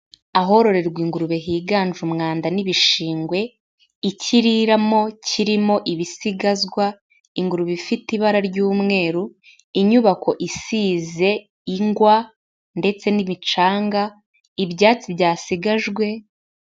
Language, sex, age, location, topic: Kinyarwanda, female, 18-24, Huye, agriculture